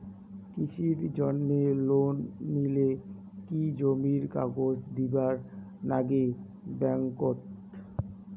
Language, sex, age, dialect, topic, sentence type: Bengali, male, 18-24, Rajbangshi, banking, question